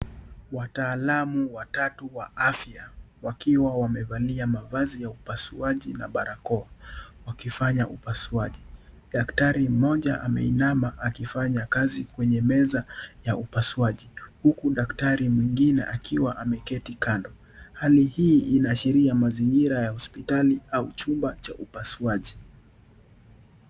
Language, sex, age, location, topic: Swahili, male, 18-24, Kisii, health